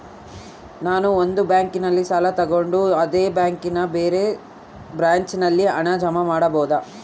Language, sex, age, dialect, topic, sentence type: Kannada, male, 18-24, Central, banking, question